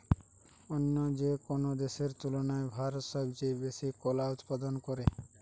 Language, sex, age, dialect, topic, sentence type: Bengali, male, 18-24, Western, agriculture, statement